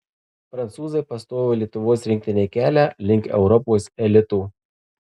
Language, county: Lithuanian, Marijampolė